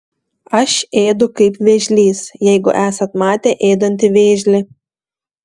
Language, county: Lithuanian, Šiauliai